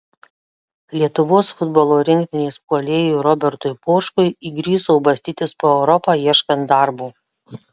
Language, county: Lithuanian, Marijampolė